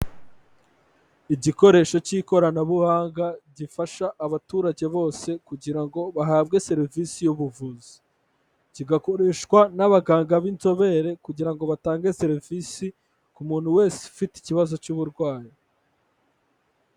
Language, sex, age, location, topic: Kinyarwanda, male, 25-35, Kigali, health